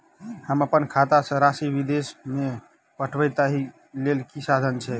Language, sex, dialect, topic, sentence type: Maithili, male, Southern/Standard, banking, question